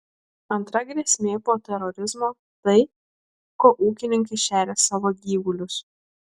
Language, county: Lithuanian, Klaipėda